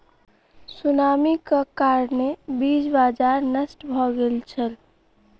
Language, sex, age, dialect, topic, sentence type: Maithili, female, 18-24, Southern/Standard, agriculture, statement